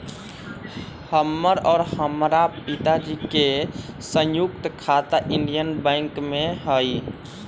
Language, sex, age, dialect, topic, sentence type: Magahi, male, 25-30, Western, banking, statement